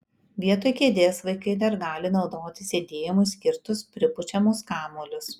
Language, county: Lithuanian, Kaunas